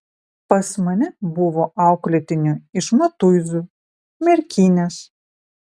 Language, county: Lithuanian, Vilnius